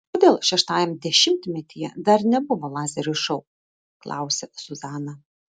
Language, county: Lithuanian, Vilnius